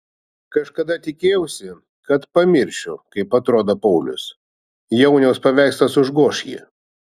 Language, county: Lithuanian, Vilnius